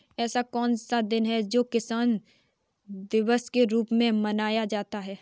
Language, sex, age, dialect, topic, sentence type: Hindi, female, 25-30, Kanauji Braj Bhasha, agriculture, question